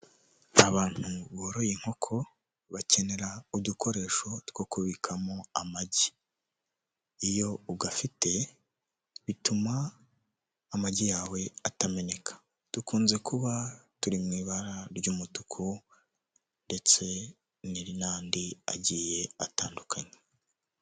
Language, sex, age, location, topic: Kinyarwanda, male, 18-24, Huye, finance